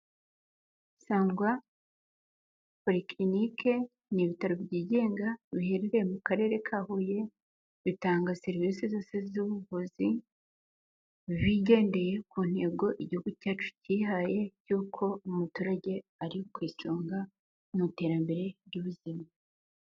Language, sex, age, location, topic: Kinyarwanda, female, 18-24, Kigali, health